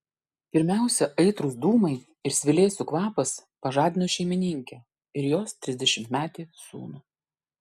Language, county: Lithuanian, Klaipėda